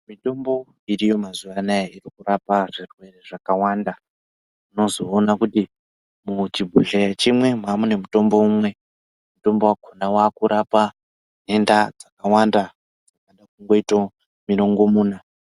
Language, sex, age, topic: Ndau, male, 25-35, health